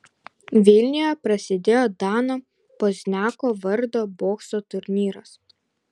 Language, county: Lithuanian, Panevėžys